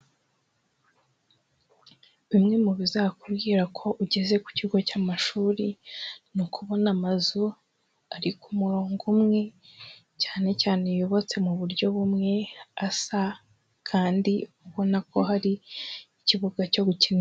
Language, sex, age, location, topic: Kinyarwanda, female, 18-24, Huye, education